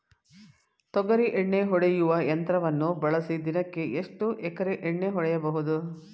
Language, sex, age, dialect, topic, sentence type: Kannada, female, 51-55, Mysore Kannada, agriculture, question